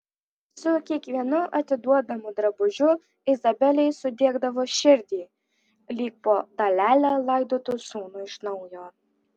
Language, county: Lithuanian, Kaunas